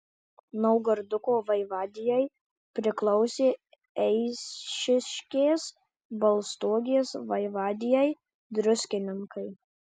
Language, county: Lithuanian, Marijampolė